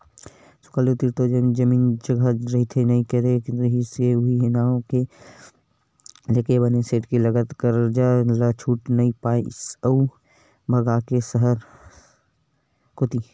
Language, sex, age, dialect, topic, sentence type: Chhattisgarhi, male, 18-24, Western/Budati/Khatahi, banking, statement